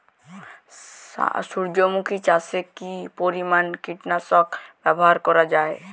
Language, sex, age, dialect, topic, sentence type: Bengali, male, <18, Jharkhandi, agriculture, question